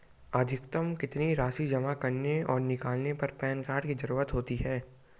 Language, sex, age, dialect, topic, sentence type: Hindi, male, 18-24, Garhwali, banking, question